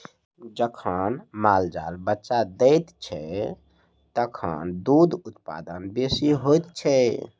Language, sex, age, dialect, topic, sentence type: Maithili, male, 25-30, Southern/Standard, agriculture, statement